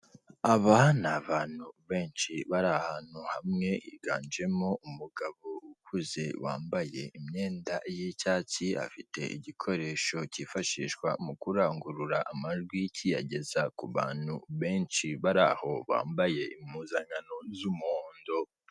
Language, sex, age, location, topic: Kinyarwanda, female, 18-24, Kigali, government